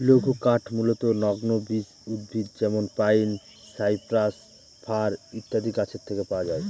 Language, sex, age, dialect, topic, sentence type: Bengali, male, 18-24, Northern/Varendri, agriculture, statement